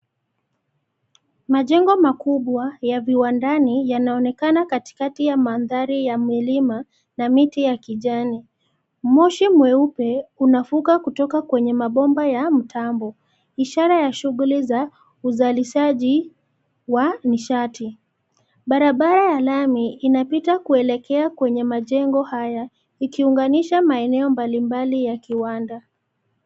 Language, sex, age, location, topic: Swahili, female, 25-35, Nairobi, government